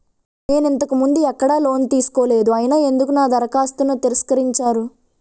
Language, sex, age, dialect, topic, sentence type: Telugu, female, 18-24, Utterandhra, banking, question